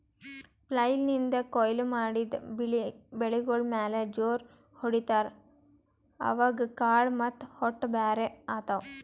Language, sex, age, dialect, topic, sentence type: Kannada, female, 18-24, Northeastern, agriculture, statement